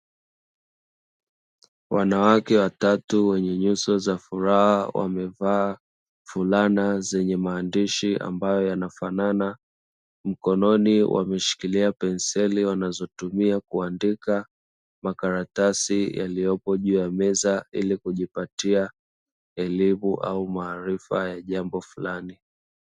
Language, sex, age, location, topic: Swahili, male, 18-24, Dar es Salaam, education